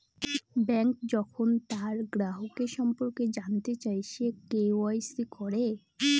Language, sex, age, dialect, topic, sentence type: Bengali, female, 18-24, Northern/Varendri, banking, statement